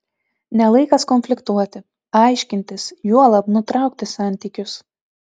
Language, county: Lithuanian, Tauragė